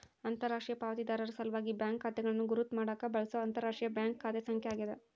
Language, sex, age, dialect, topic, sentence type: Kannada, female, 41-45, Central, banking, statement